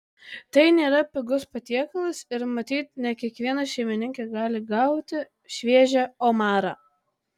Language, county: Lithuanian, Tauragė